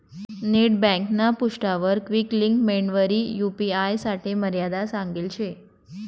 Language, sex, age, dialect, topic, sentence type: Marathi, female, 25-30, Northern Konkan, banking, statement